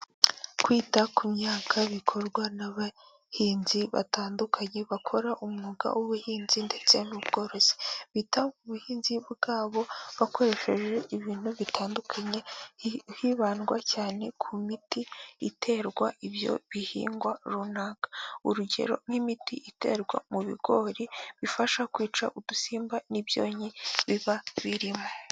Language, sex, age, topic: Kinyarwanda, female, 18-24, agriculture